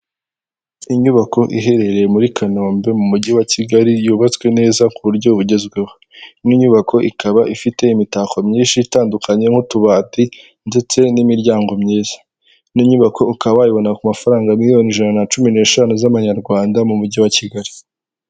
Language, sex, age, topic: Kinyarwanda, male, 18-24, finance